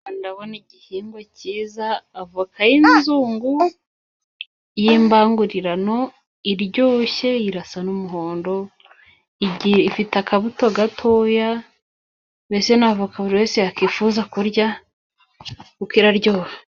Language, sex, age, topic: Kinyarwanda, female, 25-35, agriculture